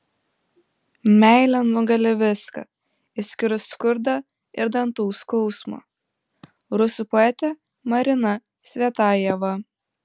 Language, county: Lithuanian, Panevėžys